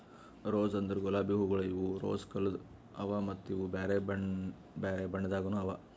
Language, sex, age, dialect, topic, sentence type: Kannada, male, 56-60, Northeastern, agriculture, statement